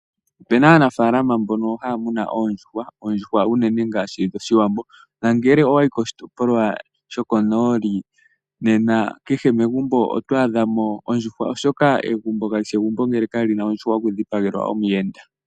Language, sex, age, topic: Oshiwambo, male, 18-24, agriculture